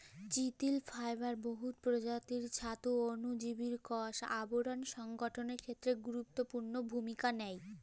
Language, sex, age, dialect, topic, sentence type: Bengali, female, <18, Jharkhandi, agriculture, statement